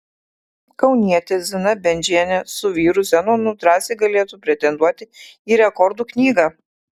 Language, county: Lithuanian, Kaunas